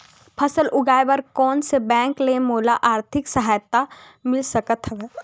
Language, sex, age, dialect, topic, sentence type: Chhattisgarhi, female, 18-24, Western/Budati/Khatahi, agriculture, question